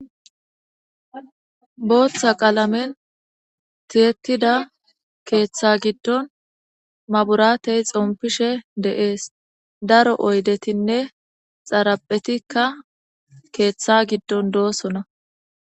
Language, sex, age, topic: Gamo, female, 25-35, government